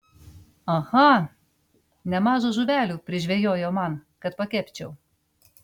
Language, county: Lithuanian, Panevėžys